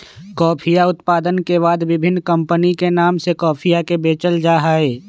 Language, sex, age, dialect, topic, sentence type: Magahi, male, 25-30, Western, agriculture, statement